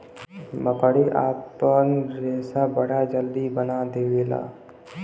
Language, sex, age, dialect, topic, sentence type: Bhojpuri, male, 41-45, Western, agriculture, statement